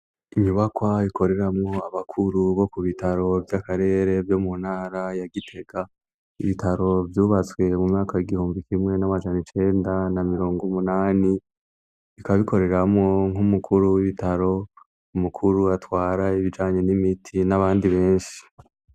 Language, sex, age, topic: Rundi, male, 18-24, education